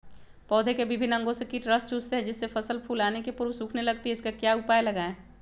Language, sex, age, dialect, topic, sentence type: Magahi, female, 25-30, Western, agriculture, question